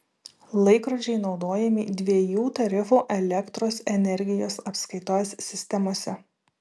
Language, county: Lithuanian, Vilnius